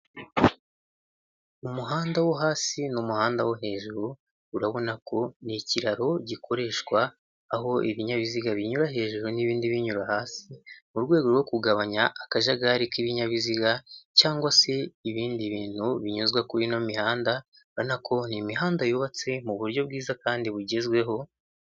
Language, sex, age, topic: Kinyarwanda, male, 18-24, government